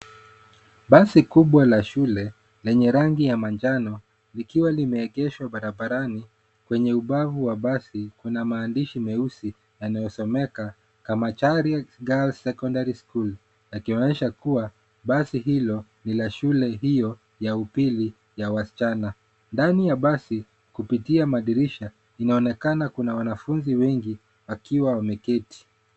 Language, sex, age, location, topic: Swahili, male, 25-35, Nairobi, education